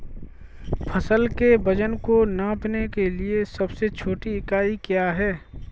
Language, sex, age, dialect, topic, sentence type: Hindi, male, 46-50, Kanauji Braj Bhasha, agriculture, question